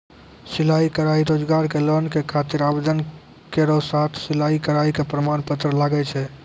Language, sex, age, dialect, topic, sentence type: Maithili, male, 18-24, Angika, banking, question